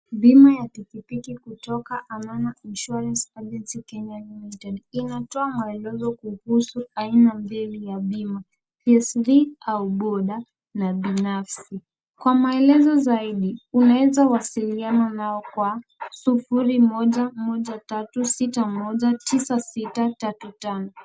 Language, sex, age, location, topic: Swahili, female, 18-24, Kisumu, finance